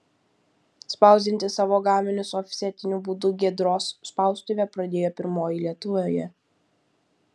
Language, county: Lithuanian, Vilnius